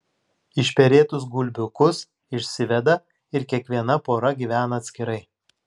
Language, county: Lithuanian, Klaipėda